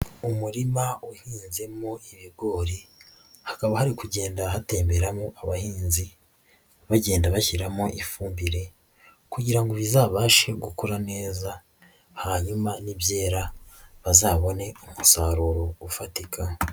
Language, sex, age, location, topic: Kinyarwanda, female, 18-24, Nyagatare, agriculture